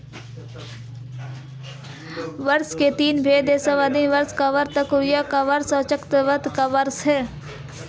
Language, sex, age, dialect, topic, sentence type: Hindi, female, 18-24, Marwari Dhudhari, agriculture, statement